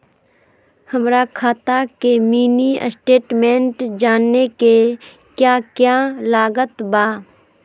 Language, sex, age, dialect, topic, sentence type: Magahi, female, 31-35, Southern, banking, question